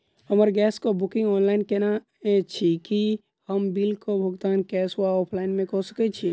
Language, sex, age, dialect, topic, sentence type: Maithili, male, 18-24, Southern/Standard, banking, question